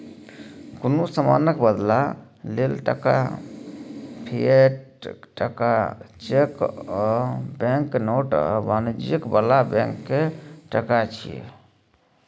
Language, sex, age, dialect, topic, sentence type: Maithili, male, 31-35, Bajjika, banking, statement